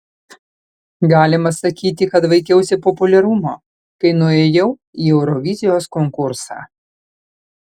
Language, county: Lithuanian, Panevėžys